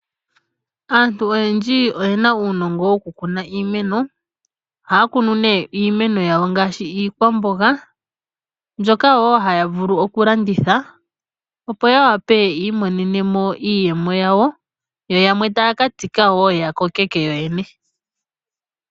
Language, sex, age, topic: Oshiwambo, female, 25-35, agriculture